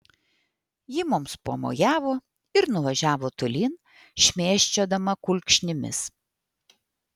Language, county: Lithuanian, Vilnius